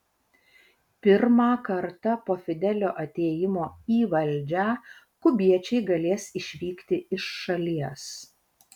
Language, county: Lithuanian, Vilnius